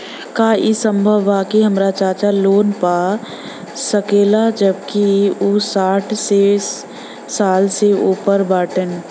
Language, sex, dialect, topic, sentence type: Bhojpuri, female, Western, banking, statement